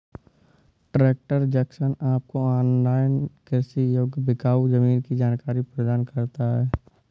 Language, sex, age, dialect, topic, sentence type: Hindi, male, 18-24, Awadhi Bundeli, agriculture, statement